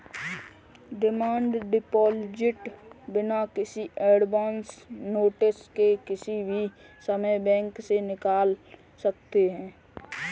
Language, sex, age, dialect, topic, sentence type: Hindi, female, 18-24, Kanauji Braj Bhasha, banking, statement